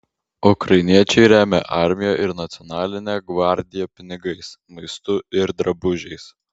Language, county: Lithuanian, Vilnius